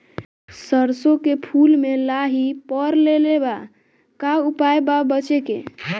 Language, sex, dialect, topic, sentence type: Bhojpuri, male, Southern / Standard, agriculture, question